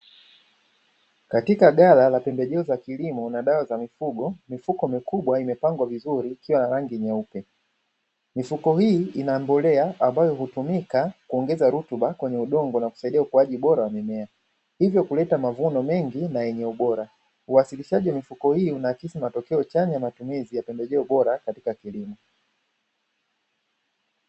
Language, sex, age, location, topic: Swahili, male, 25-35, Dar es Salaam, agriculture